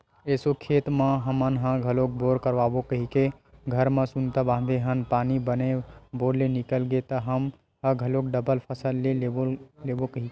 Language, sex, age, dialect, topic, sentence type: Chhattisgarhi, male, 18-24, Western/Budati/Khatahi, agriculture, statement